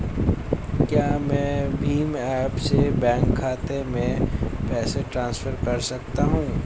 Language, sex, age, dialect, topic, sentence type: Hindi, male, 18-24, Hindustani Malvi Khadi Boli, banking, question